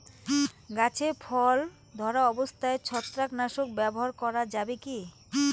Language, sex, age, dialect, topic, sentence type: Bengali, female, 18-24, Rajbangshi, agriculture, question